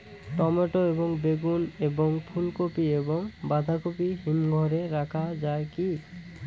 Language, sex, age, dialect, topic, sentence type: Bengali, male, 18-24, Rajbangshi, agriculture, question